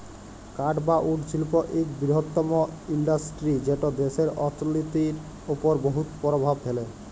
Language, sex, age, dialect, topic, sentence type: Bengali, male, 18-24, Jharkhandi, agriculture, statement